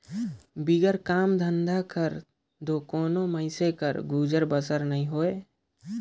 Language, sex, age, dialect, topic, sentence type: Chhattisgarhi, male, 18-24, Northern/Bhandar, agriculture, statement